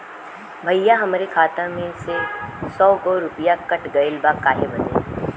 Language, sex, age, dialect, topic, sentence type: Bhojpuri, female, 25-30, Western, banking, question